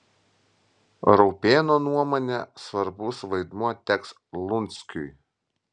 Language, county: Lithuanian, Vilnius